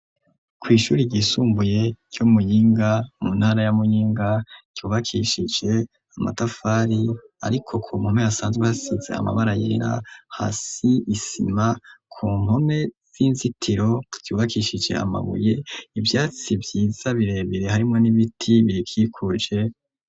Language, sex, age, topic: Rundi, male, 25-35, education